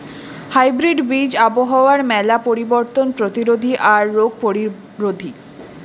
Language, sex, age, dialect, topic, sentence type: Bengali, female, 25-30, Rajbangshi, agriculture, statement